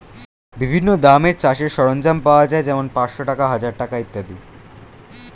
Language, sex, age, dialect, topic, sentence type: Bengali, male, 18-24, Standard Colloquial, agriculture, statement